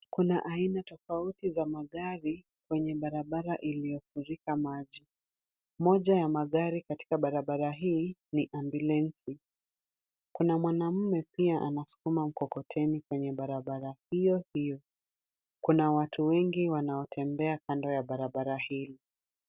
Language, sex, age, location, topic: Swahili, female, 25-35, Kisumu, health